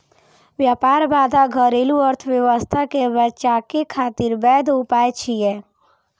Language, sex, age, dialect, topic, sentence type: Maithili, female, 18-24, Eastern / Thethi, banking, statement